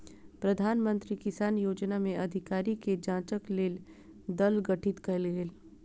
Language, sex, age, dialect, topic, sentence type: Maithili, female, 25-30, Southern/Standard, agriculture, statement